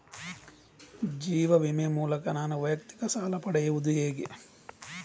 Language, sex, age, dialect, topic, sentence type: Kannada, female, 18-24, Coastal/Dakshin, banking, question